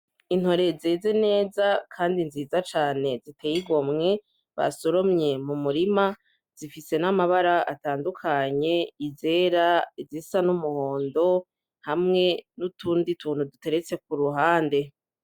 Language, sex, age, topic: Rundi, female, 18-24, agriculture